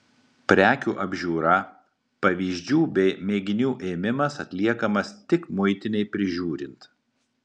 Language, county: Lithuanian, Marijampolė